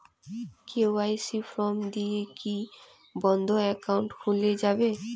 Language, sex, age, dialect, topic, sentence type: Bengali, female, 18-24, Rajbangshi, banking, question